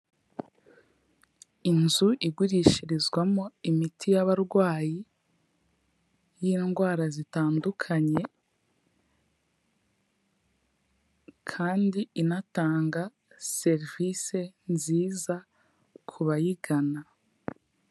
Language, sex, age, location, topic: Kinyarwanda, female, 18-24, Kigali, health